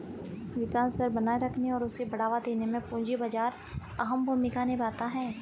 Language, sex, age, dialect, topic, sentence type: Hindi, female, 25-30, Marwari Dhudhari, banking, statement